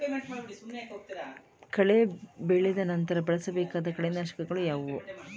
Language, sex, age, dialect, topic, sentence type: Kannada, female, 36-40, Mysore Kannada, agriculture, question